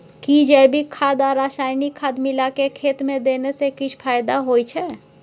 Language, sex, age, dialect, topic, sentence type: Maithili, female, 18-24, Bajjika, agriculture, question